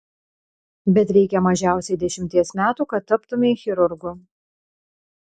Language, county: Lithuanian, Panevėžys